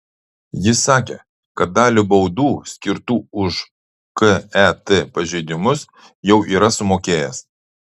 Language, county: Lithuanian, Utena